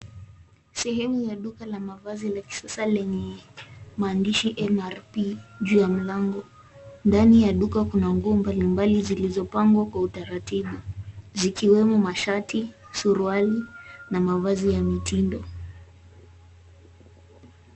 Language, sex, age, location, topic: Swahili, female, 18-24, Nairobi, finance